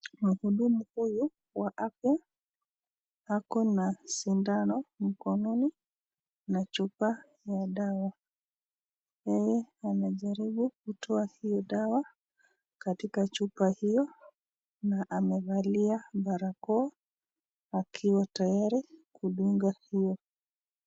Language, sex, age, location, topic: Swahili, female, 25-35, Nakuru, health